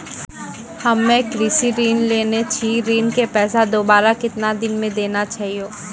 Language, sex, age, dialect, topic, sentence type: Maithili, female, 18-24, Angika, banking, question